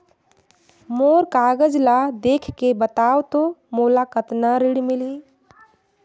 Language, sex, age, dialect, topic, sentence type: Chhattisgarhi, female, 18-24, Northern/Bhandar, banking, question